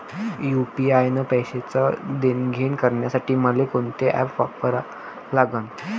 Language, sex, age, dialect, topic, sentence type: Marathi, male, <18, Varhadi, banking, question